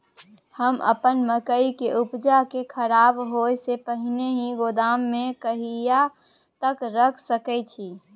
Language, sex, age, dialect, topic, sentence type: Maithili, female, 18-24, Bajjika, agriculture, question